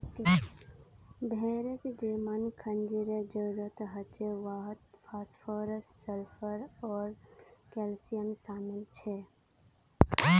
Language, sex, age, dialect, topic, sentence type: Magahi, female, 18-24, Northeastern/Surjapuri, agriculture, statement